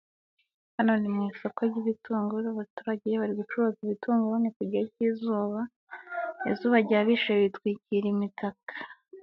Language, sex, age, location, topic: Kinyarwanda, female, 25-35, Nyagatare, finance